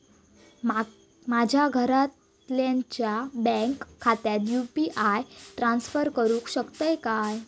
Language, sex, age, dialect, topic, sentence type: Marathi, female, 18-24, Southern Konkan, banking, question